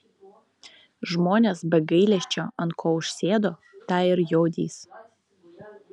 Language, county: Lithuanian, Klaipėda